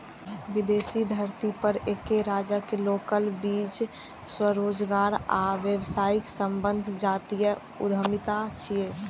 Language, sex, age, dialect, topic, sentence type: Maithili, female, 18-24, Eastern / Thethi, banking, statement